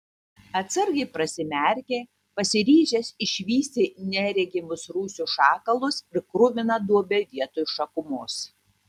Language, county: Lithuanian, Tauragė